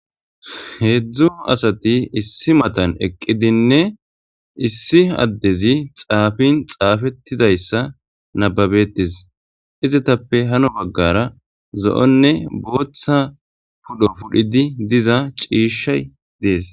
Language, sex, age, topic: Gamo, male, 18-24, government